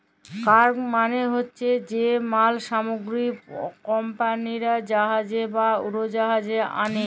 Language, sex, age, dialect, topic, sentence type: Bengali, female, <18, Jharkhandi, banking, statement